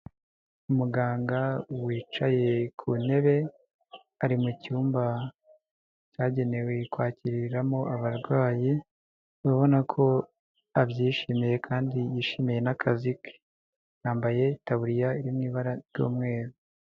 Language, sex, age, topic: Kinyarwanda, male, 18-24, health